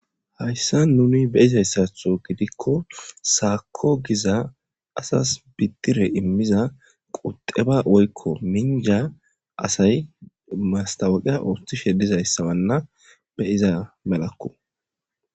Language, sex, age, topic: Gamo, male, 18-24, government